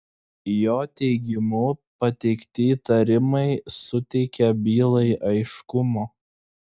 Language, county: Lithuanian, Klaipėda